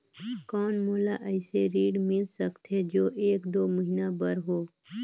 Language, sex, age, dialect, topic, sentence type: Chhattisgarhi, female, 25-30, Northern/Bhandar, banking, question